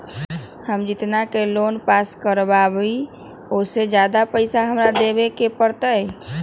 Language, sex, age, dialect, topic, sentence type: Magahi, female, 18-24, Western, banking, question